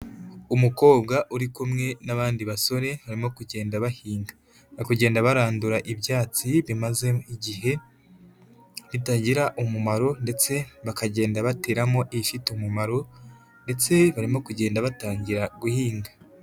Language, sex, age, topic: Kinyarwanda, male, 25-35, agriculture